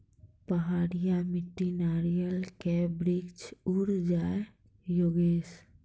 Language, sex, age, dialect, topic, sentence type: Maithili, female, 18-24, Angika, agriculture, question